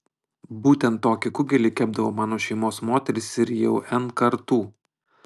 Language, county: Lithuanian, Panevėžys